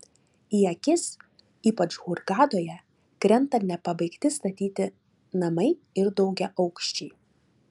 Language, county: Lithuanian, Klaipėda